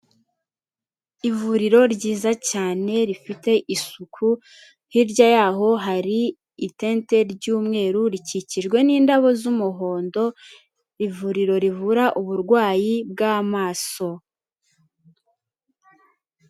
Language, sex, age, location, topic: Kinyarwanda, female, 18-24, Kigali, health